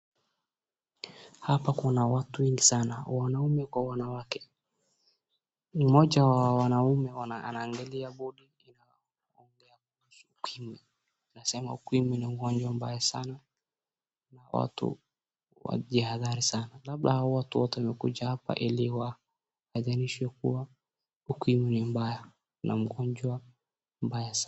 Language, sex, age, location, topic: Swahili, male, 18-24, Wajir, health